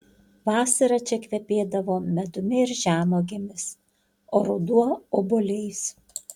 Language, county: Lithuanian, Panevėžys